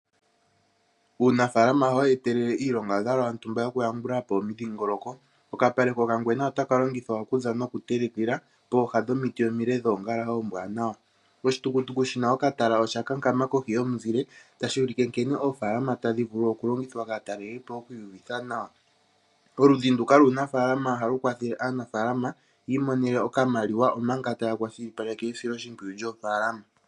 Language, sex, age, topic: Oshiwambo, male, 18-24, agriculture